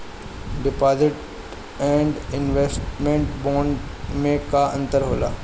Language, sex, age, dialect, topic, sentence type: Bhojpuri, male, 25-30, Northern, banking, question